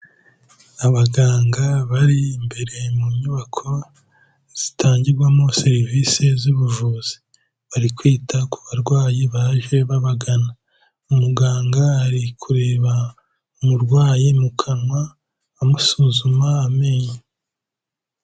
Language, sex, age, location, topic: Kinyarwanda, male, 18-24, Kigali, health